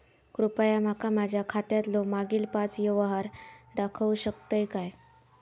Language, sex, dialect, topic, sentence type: Marathi, female, Southern Konkan, banking, statement